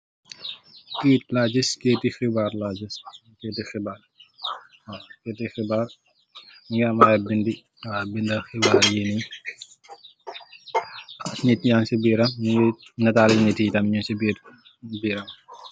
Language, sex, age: Wolof, male, 18-24